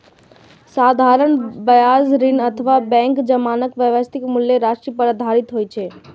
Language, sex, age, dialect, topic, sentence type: Maithili, female, 36-40, Eastern / Thethi, banking, statement